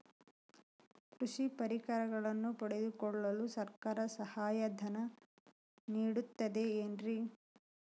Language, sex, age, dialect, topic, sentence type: Kannada, female, 18-24, Central, agriculture, question